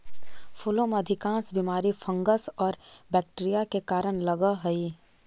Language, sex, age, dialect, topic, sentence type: Magahi, female, 18-24, Central/Standard, agriculture, statement